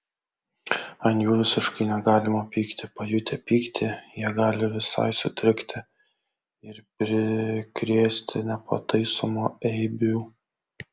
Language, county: Lithuanian, Kaunas